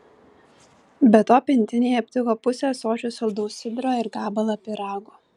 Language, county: Lithuanian, Vilnius